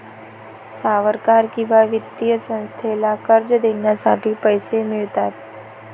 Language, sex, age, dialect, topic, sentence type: Marathi, female, 18-24, Varhadi, banking, statement